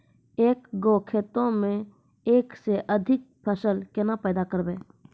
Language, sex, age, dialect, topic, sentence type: Maithili, female, 18-24, Angika, agriculture, question